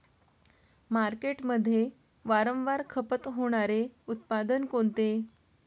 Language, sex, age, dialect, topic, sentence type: Marathi, female, 31-35, Standard Marathi, agriculture, question